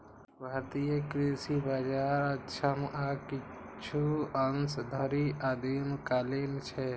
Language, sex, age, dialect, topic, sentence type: Maithili, male, 51-55, Eastern / Thethi, agriculture, statement